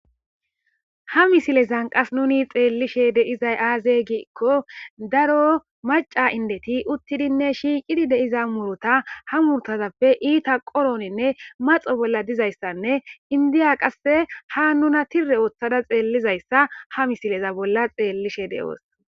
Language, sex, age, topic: Gamo, female, 18-24, agriculture